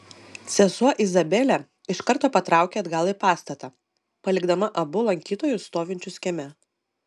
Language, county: Lithuanian, Panevėžys